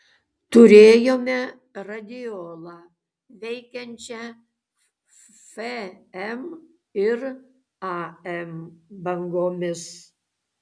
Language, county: Lithuanian, Kaunas